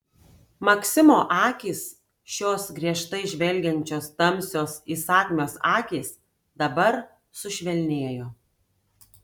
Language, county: Lithuanian, Tauragė